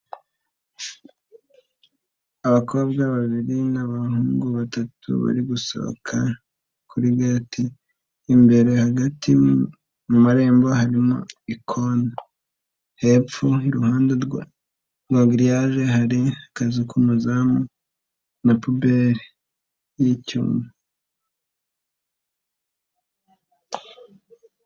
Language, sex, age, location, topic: Kinyarwanda, female, 18-24, Nyagatare, education